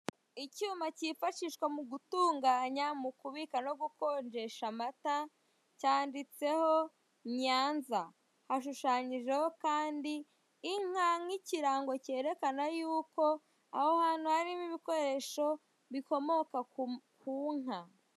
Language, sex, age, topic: Kinyarwanda, female, 25-35, finance